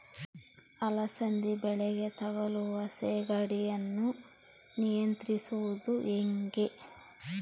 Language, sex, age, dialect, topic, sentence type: Kannada, female, 25-30, Central, agriculture, question